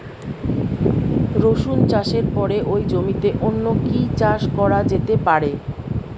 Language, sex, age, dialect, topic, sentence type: Bengali, female, 36-40, Rajbangshi, agriculture, question